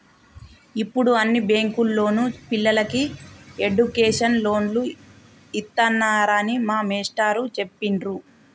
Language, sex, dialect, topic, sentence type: Telugu, female, Telangana, banking, statement